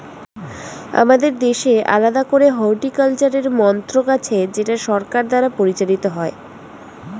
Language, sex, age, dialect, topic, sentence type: Bengali, female, 18-24, Standard Colloquial, agriculture, statement